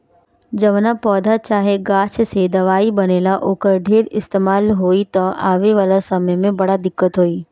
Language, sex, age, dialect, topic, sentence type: Bhojpuri, female, 18-24, Northern, agriculture, statement